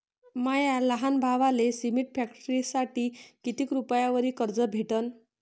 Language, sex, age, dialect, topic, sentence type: Marathi, female, 46-50, Varhadi, banking, question